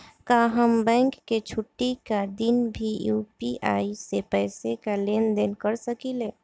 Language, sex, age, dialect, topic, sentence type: Bhojpuri, female, 25-30, Northern, banking, question